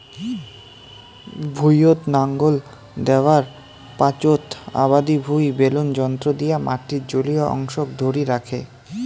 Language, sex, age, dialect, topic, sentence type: Bengali, male, 18-24, Rajbangshi, agriculture, statement